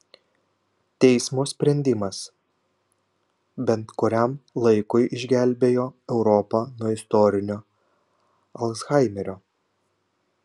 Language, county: Lithuanian, Panevėžys